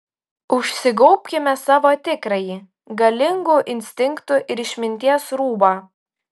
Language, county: Lithuanian, Utena